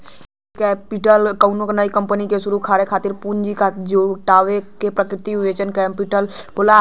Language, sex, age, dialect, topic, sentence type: Bhojpuri, male, <18, Western, banking, statement